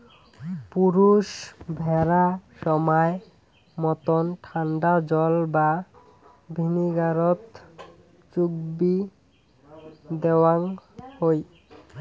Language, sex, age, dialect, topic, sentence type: Bengali, male, 18-24, Rajbangshi, agriculture, statement